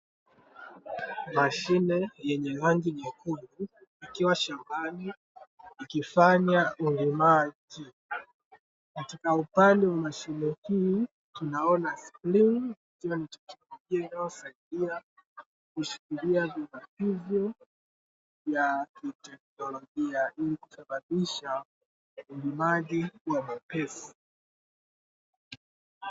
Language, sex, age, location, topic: Swahili, male, 18-24, Dar es Salaam, agriculture